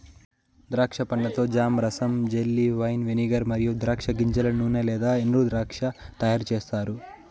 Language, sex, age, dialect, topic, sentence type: Telugu, male, 18-24, Southern, agriculture, statement